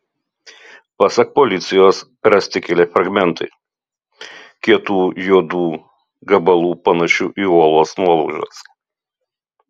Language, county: Lithuanian, Utena